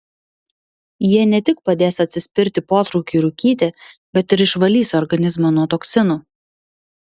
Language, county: Lithuanian, Vilnius